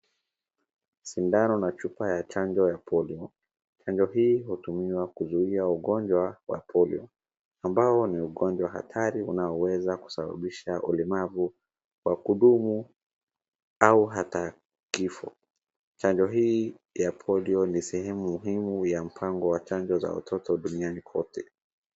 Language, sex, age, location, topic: Swahili, male, 36-49, Wajir, health